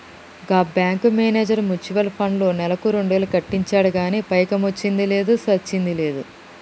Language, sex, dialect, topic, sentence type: Telugu, female, Telangana, banking, statement